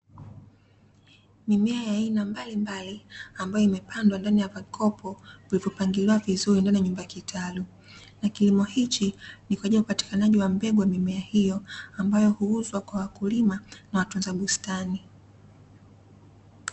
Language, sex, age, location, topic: Swahili, female, 25-35, Dar es Salaam, agriculture